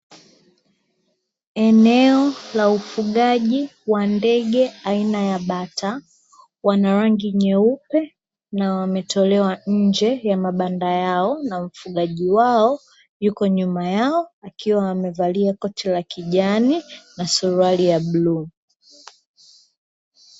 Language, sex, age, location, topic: Swahili, female, 18-24, Dar es Salaam, agriculture